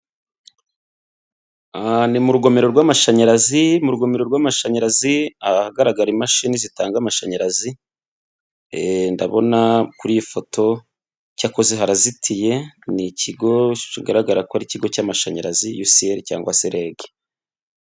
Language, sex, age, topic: Kinyarwanda, male, 25-35, government